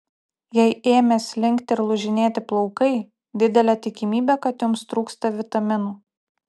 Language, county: Lithuanian, Utena